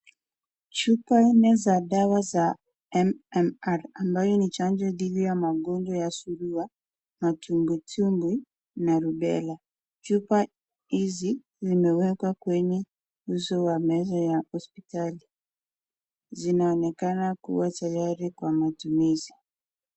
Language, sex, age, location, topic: Swahili, female, 25-35, Nakuru, health